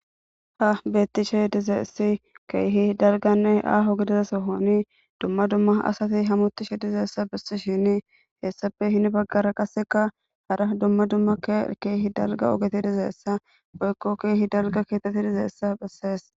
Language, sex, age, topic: Gamo, female, 18-24, government